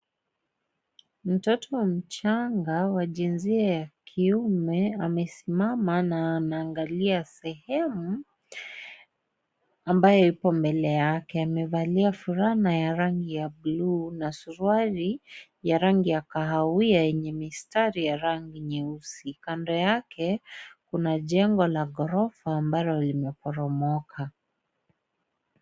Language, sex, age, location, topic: Swahili, female, 18-24, Kisii, health